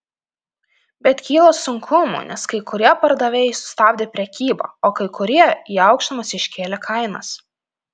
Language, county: Lithuanian, Panevėžys